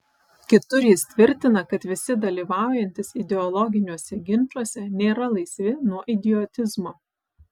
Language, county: Lithuanian, Vilnius